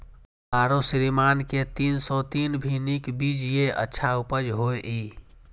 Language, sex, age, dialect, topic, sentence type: Maithili, female, 31-35, Eastern / Thethi, agriculture, question